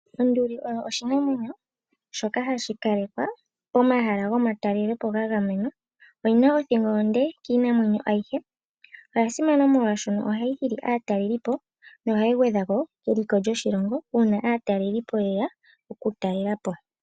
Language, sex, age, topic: Oshiwambo, female, 18-24, agriculture